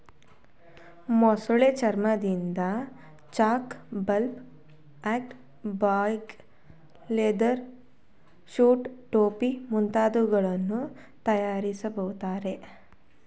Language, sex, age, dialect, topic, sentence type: Kannada, female, 18-24, Mysore Kannada, agriculture, statement